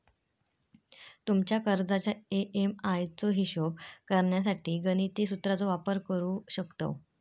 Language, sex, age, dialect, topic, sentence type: Marathi, female, 18-24, Southern Konkan, banking, statement